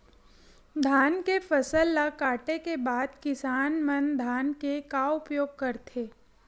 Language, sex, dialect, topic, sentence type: Chhattisgarhi, female, Western/Budati/Khatahi, agriculture, question